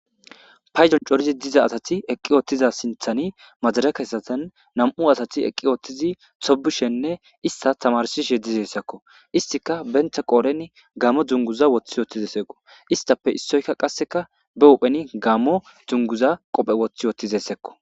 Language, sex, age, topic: Gamo, male, 25-35, government